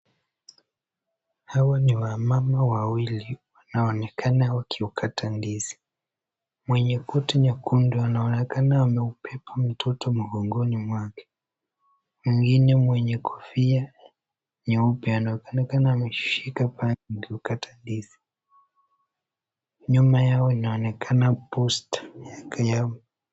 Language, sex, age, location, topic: Swahili, female, 18-24, Nakuru, agriculture